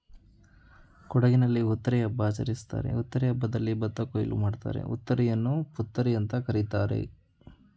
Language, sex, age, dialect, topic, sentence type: Kannada, male, 18-24, Mysore Kannada, agriculture, statement